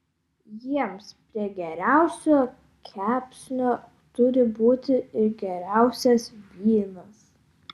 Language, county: Lithuanian, Vilnius